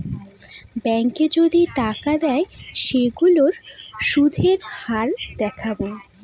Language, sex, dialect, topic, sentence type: Bengali, female, Northern/Varendri, banking, statement